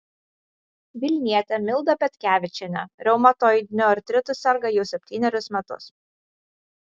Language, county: Lithuanian, Vilnius